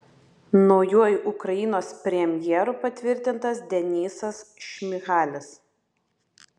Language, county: Lithuanian, Vilnius